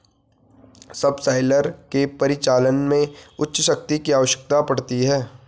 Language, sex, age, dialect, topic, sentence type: Hindi, male, 18-24, Garhwali, agriculture, statement